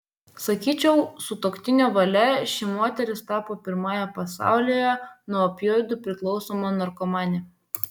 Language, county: Lithuanian, Vilnius